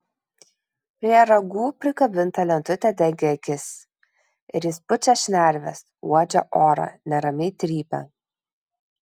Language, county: Lithuanian, Kaunas